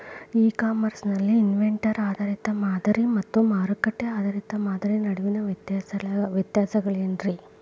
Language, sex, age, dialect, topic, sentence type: Kannada, female, 36-40, Dharwad Kannada, agriculture, question